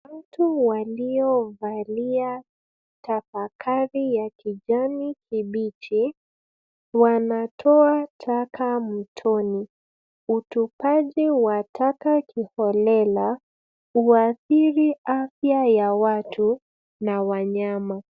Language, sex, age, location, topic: Swahili, female, 25-35, Nairobi, government